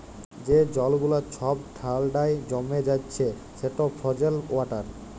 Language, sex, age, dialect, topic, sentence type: Bengali, male, 25-30, Jharkhandi, agriculture, statement